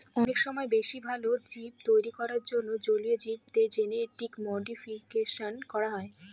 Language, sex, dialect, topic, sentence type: Bengali, female, Northern/Varendri, agriculture, statement